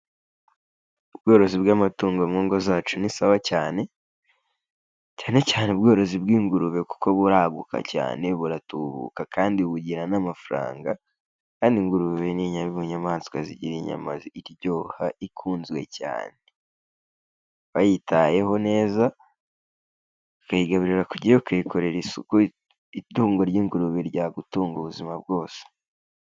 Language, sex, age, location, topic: Kinyarwanda, male, 18-24, Kigali, agriculture